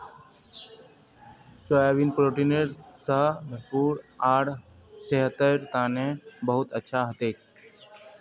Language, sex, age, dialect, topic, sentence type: Magahi, male, 36-40, Northeastern/Surjapuri, agriculture, statement